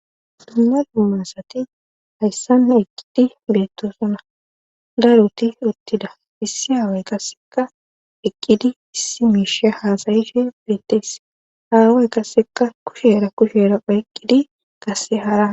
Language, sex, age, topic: Gamo, female, 25-35, government